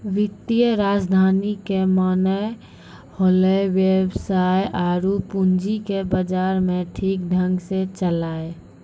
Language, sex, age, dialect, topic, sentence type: Maithili, female, 18-24, Angika, banking, statement